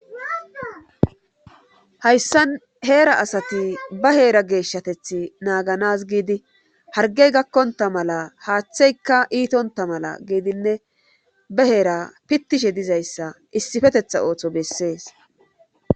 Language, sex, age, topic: Gamo, female, 36-49, government